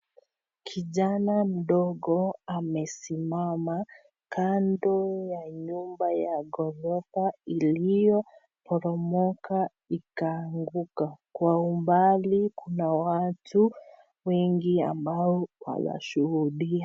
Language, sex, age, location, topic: Swahili, female, 25-35, Kisii, health